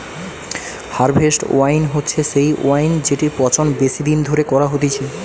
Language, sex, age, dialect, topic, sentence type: Bengali, male, 18-24, Western, agriculture, statement